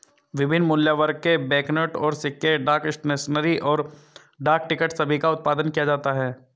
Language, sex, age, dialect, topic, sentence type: Hindi, male, 25-30, Hindustani Malvi Khadi Boli, banking, statement